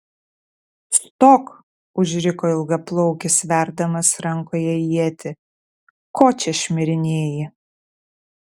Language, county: Lithuanian, Vilnius